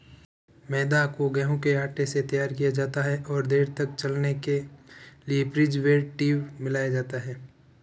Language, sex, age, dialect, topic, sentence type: Hindi, male, 46-50, Marwari Dhudhari, agriculture, statement